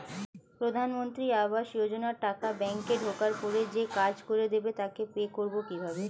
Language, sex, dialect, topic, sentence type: Bengali, female, Standard Colloquial, banking, question